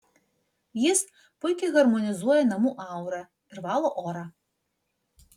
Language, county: Lithuanian, Vilnius